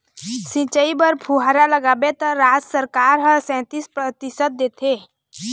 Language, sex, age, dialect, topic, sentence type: Chhattisgarhi, female, 18-24, Eastern, agriculture, statement